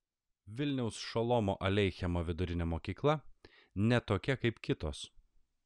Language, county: Lithuanian, Klaipėda